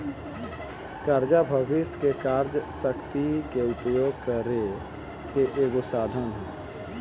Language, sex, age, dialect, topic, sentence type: Bhojpuri, male, 18-24, Southern / Standard, banking, statement